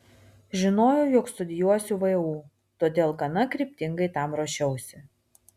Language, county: Lithuanian, Vilnius